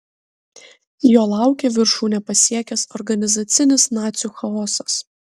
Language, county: Lithuanian, Kaunas